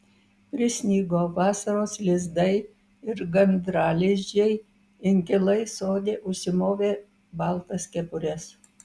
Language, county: Lithuanian, Vilnius